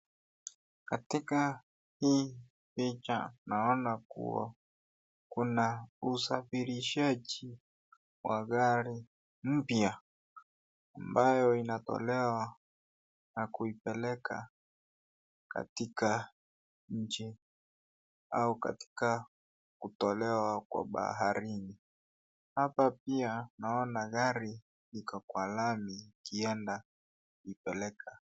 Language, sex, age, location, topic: Swahili, female, 36-49, Nakuru, finance